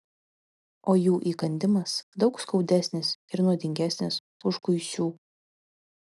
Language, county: Lithuanian, Vilnius